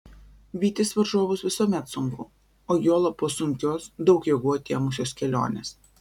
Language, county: Lithuanian, Vilnius